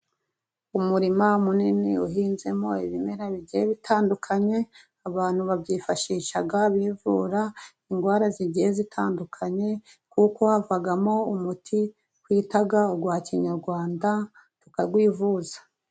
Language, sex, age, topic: Kinyarwanda, female, 25-35, health